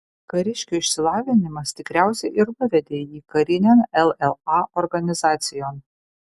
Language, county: Lithuanian, Kaunas